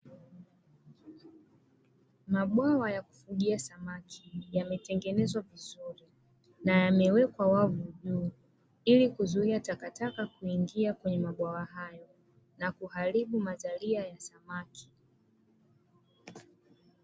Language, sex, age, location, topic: Swahili, female, 25-35, Dar es Salaam, agriculture